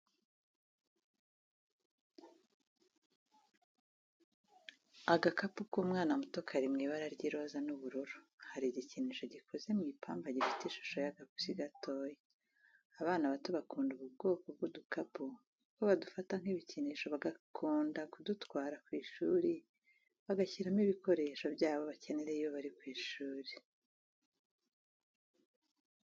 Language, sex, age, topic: Kinyarwanda, female, 36-49, education